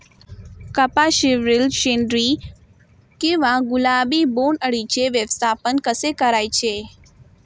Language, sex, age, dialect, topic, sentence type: Marathi, female, 18-24, Standard Marathi, agriculture, question